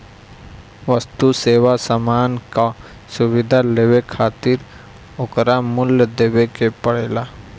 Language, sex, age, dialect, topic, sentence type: Bhojpuri, male, 60-100, Northern, banking, statement